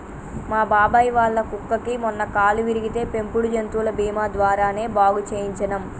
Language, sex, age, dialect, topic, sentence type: Telugu, female, 25-30, Telangana, banking, statement